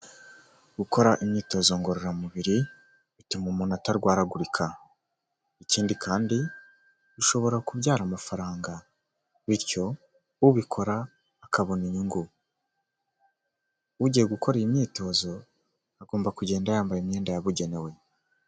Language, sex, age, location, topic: Kinyarwanda, male, 18-24, Huye, health